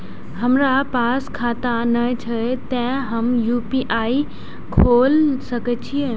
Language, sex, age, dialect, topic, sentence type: Maithili, female, 18-24, Eastern / Thethi, banking, question